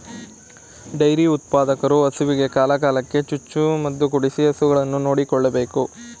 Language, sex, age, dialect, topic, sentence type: Kannada, male, 18-24, Mysore Kannada, agriculture, statement